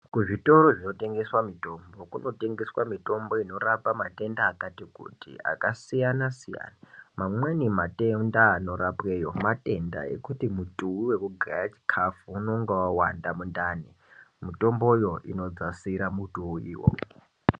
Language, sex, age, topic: Ndau, male, 25-35, health